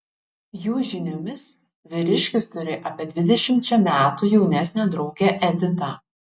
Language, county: Lithuanian, Šiauliai